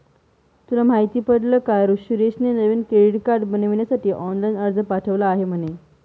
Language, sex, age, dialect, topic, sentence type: Marathi, female, 18-24, Northern Konkan, banking, statement